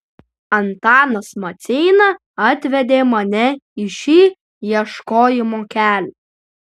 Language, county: Lithuanian, Utena